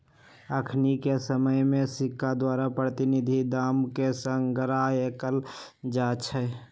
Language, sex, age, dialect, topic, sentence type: Magahi, male, 56-60, Western, banking, statement